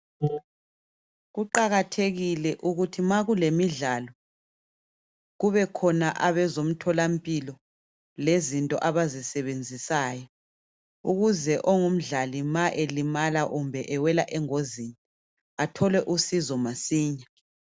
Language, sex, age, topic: North Ndebele, female, 25-35, health